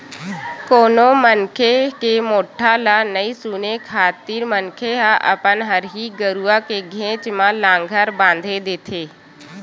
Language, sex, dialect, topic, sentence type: Chhattisgarhi, female, Western/Budati/Khatahi, agriculture, statement